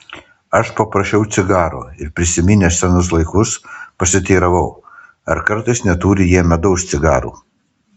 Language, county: Lithuanian, Panevėžys